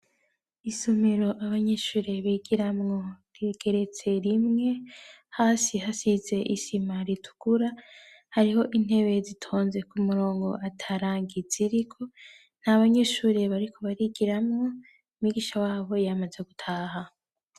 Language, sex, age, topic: Rundi, female, 25-35, education